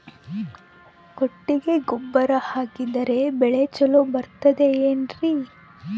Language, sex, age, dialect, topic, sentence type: Kannada, female, 18-24, Central, agriculture, question